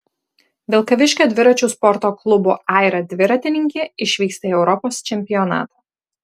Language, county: Lithuanian, Marijampolė